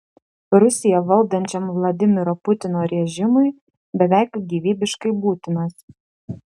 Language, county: Lithuanian, Vilnius